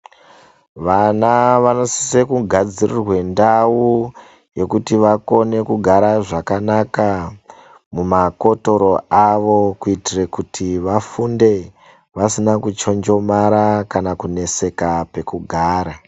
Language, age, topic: Ndau, 50+, education